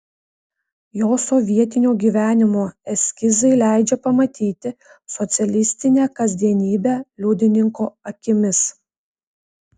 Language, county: Lithuanian, Vilnius